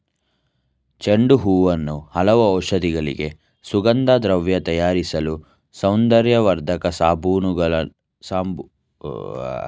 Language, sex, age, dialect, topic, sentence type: Kannada, male, 18-24, Mysore Kannada, agriculture, statement